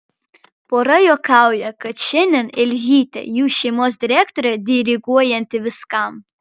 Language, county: Lithuanian, Vilnius